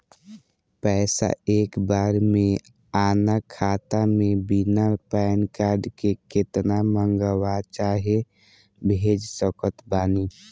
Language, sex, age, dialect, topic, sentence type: Bhojpuri, male, <18, Southern / Standard, banking, question